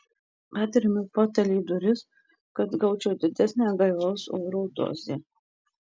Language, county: Lithuanian, Marijampolė